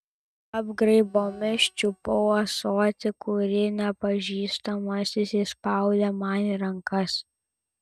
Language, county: Lithuanian, Telšiai